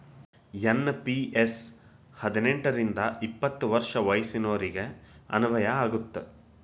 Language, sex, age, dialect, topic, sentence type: Kannada, male, 25-30, Dharwad Kannada, banking, statement